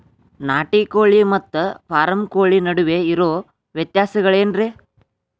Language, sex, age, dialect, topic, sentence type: Kannada, male, 46-50, Dharwad Kannada, agriculture, question